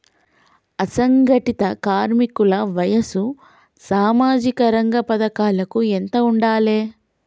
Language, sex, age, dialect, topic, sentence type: Telugu, female, 25-30, Telangana, banking, question